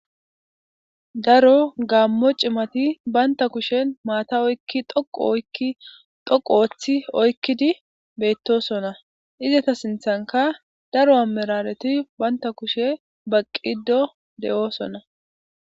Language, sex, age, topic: Gamo, female, 25-35, government